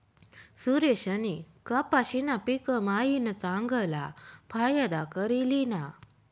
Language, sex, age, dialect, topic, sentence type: Marathi, female, 25-30, Northern Konkan, agriculture, statement